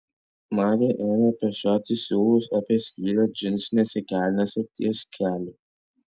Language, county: Lithuanian, Vilnius